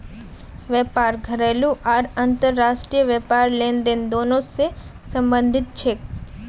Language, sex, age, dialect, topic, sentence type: Magahi, female, 25-30, Northeastern/Surjapuri, banking, statement